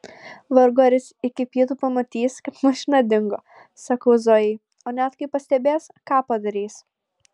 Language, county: Lithuanian, Alytus